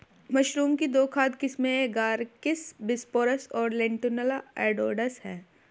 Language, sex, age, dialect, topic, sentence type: Hindi, female, 18-24, Hindustani Malvi Khadi Boli, agriculture, statement